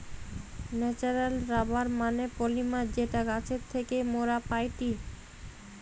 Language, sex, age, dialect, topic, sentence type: Bengali, female, 31-35, Western, agriculture, statement